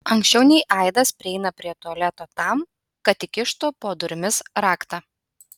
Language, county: Lithuanian, Utena